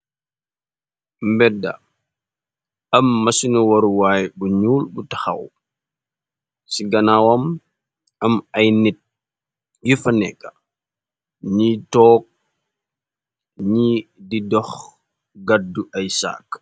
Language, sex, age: Wolof, male, 25-35